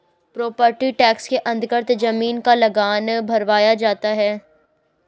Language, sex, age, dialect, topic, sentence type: Hindi, female, 18-24, Garhwali, banking, statement